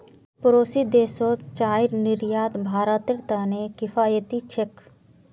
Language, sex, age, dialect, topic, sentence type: Magahi, female, 18-24, Northeastern/Surjapuri, banking, statement